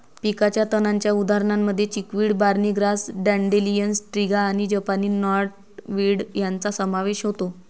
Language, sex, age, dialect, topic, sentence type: Marathi, female, 25-30, Varhadi, agriculture, statement